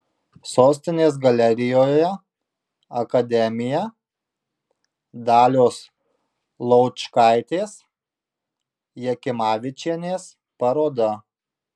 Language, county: Lithuanian, Marijampolė